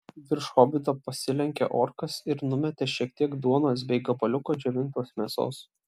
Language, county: Lithuanian, Klaipėda